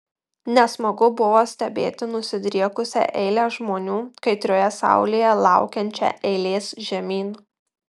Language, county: Lithuanian, Marijampolė